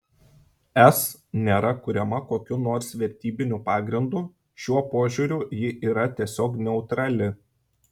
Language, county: Lithuanian, Šiauliai